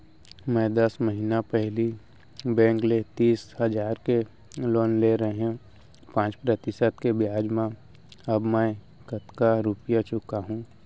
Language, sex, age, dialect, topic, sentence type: Chhattisgarhi, male, 18-24, Central, banking, question